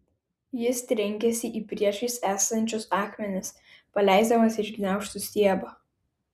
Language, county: Lithuanian, Kaunas